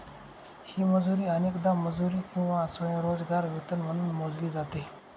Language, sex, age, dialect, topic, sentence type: Marathi, male, 18-24, Northern Konkan, banking, statement